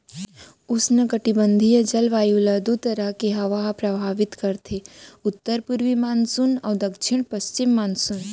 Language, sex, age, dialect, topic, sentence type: Chhattisgarhi, female, 18-24, Central, agriculture, statement